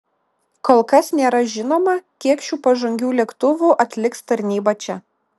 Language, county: Lithuanian, Klaipėda